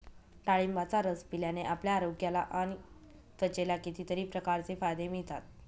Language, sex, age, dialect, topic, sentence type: Marathi, female, 18-24, Northern Konkan, agriculture, statement